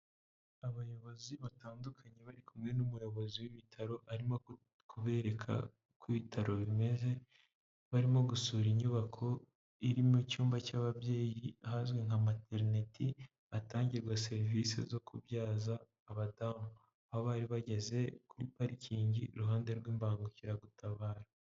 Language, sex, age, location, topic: Kinyarwanda, male, 18-24, Huye, government